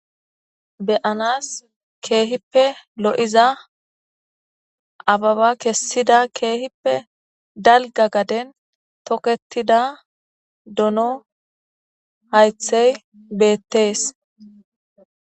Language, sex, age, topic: Gamo, female, 25-35, agriculture